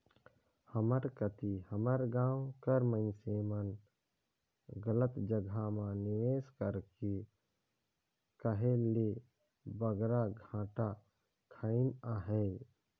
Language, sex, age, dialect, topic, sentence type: Chhattisgarhi, male, 25-30, Northern/Bhandar, banking, statement